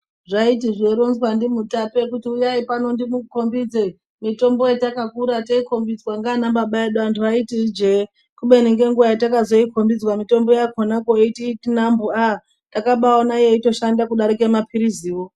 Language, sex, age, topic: Ndau, female, 25-35, health